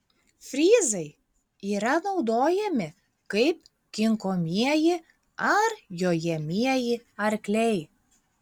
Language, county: Lithuanian, Klaipėda